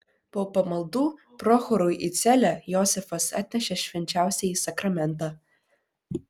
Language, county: Lithuanian, Vilnius